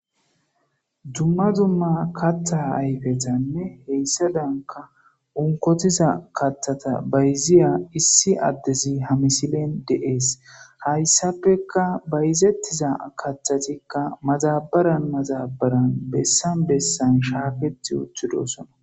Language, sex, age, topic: Gamo, male, 25-35, agriculture